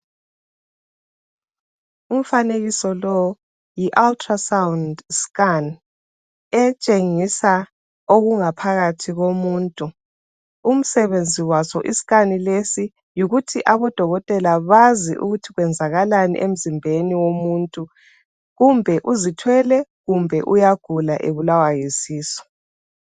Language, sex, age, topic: North Ndebele, female, 36-49, health